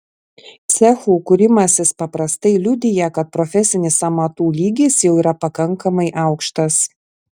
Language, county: Lithuanian, Vilnius